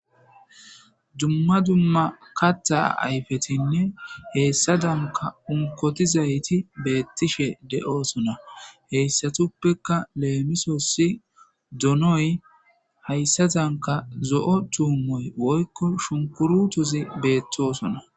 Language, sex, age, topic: Gamo, male, 25-35, agriculture